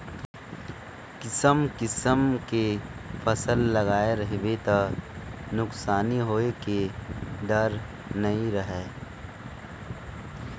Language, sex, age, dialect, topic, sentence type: Chhattisgarhi, male, 25-30, Eastern, agriculture, statement